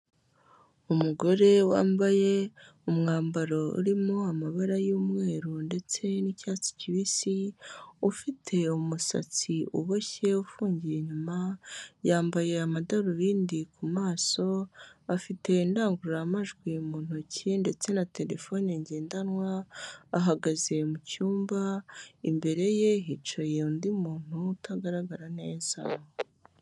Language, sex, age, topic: Kinyarwanda, female, 18-24, health